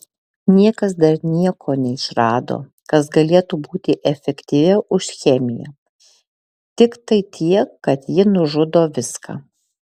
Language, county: Lithuanian, Alytus